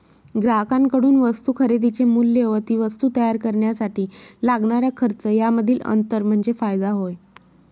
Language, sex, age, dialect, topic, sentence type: Marathi, female, 25-30, Northern Konkan, banking, statement